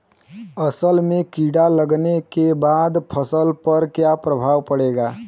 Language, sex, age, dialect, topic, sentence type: Bhojpuri, male, 18-24, Western, agriculture, question